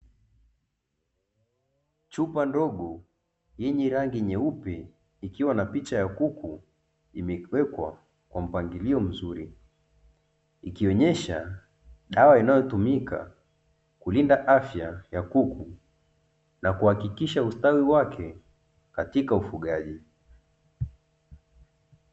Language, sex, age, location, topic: Swahili, male, 25-35, Dar es Salaam, agriculture